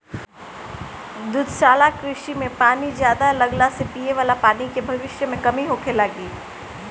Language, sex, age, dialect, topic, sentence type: Bhojpuri, female, 60-100, Northern, agriculture, statement